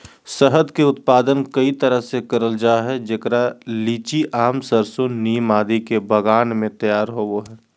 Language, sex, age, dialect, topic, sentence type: Magahi, male, 25-30, Southern, agriculture, statement